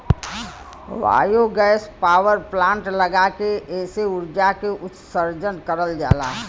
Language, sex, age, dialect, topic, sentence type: Bhojpuri, female, 25-30, Western, agriculture, statement